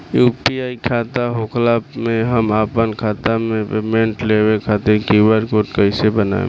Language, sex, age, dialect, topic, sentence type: Bhojpuri, male, 18-24, Southern / Standard, banking, question